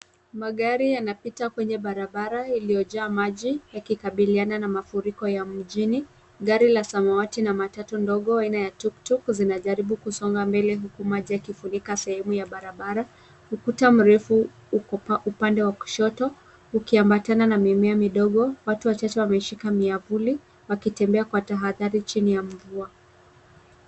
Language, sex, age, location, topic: Swahili, female, 18-24, Kisumu, health